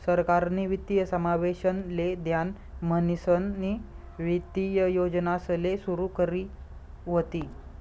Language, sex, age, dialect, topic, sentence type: Marathi, male, 25-30, Northern Konkan, banking, statement